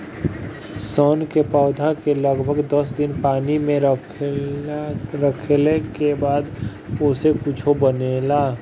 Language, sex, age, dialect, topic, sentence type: Bhojpuri, male, 25-30, Northern, agriculture, statement